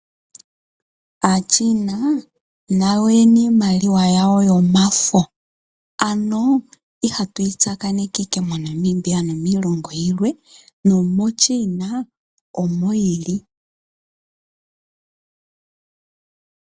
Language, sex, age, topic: Oshiwambo, female, 25-35, finance